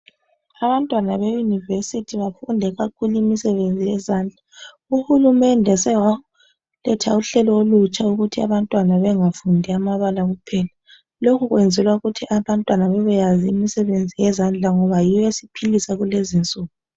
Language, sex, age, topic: North Ndebele, female, 25-35, education